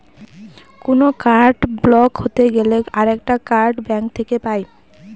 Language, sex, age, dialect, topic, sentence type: Bengali, female, 18-24, Northern/Varendri, banking, statement